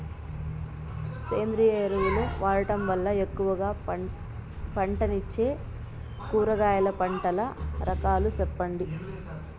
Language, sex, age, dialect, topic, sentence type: Telugu, female, 31-35, Southern, agriculture, question